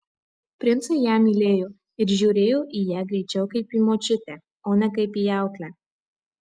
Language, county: Lithuanian, Marijampolė